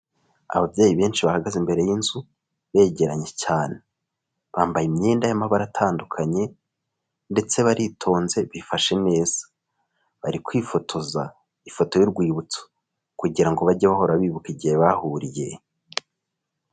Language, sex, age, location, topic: Kinyarwanda, male, 25-35, Kigali, health